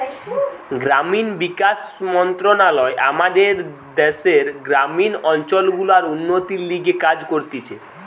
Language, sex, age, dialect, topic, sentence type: Bengali, male, 18-24, Western, agriculture, statement